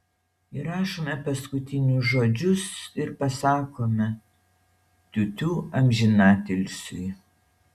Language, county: Lithuanian, Šiauliai